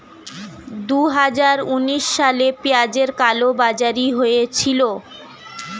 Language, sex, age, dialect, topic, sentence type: Bengali, female, 18-24, Standard Colloquial, banking, statement